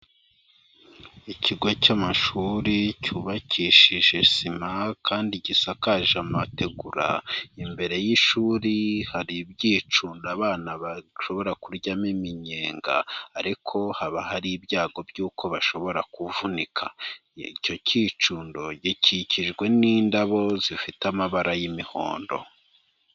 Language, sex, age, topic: Kinyarwanda, male, 25-35, education